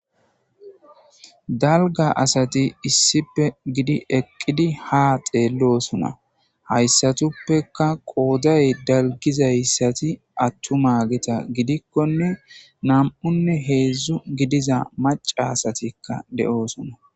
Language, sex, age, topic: Gamo, male, 25-35, government